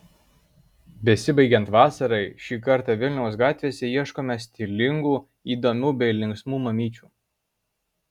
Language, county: Lithuanian, Alytus